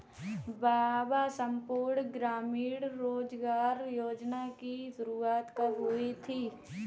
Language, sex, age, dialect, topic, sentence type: Hindi, female, 18-24, Kanauji Braj Bhasha, banking, statement